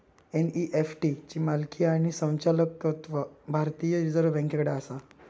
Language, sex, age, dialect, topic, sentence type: Marathi, male, 25-30, Southern Konkan, banking, statement